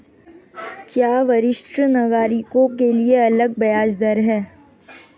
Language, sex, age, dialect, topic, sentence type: Hindi, female, 18-24, Marwari Dhudhari, banking, question